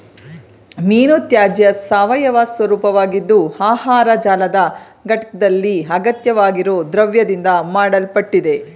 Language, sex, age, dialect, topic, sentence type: Kannada, female, 36-40, Mysore Kannada, agriculture, statement